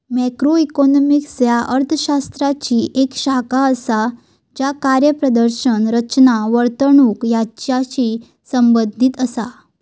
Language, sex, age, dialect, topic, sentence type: Marathi, female, 31-35, Southern Konkan, banking, statement